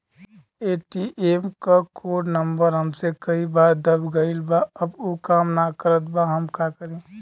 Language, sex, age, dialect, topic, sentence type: Bhojpuri, male, 25-30, Western, banking, question